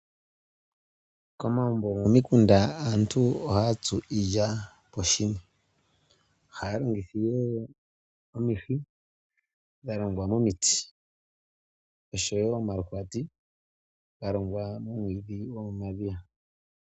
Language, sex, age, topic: Oshiwambo, male, 36-49, agriculture